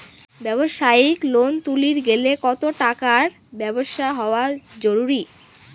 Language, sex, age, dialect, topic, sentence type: Bengali, female, 18-24, Rajbangshi, banking, question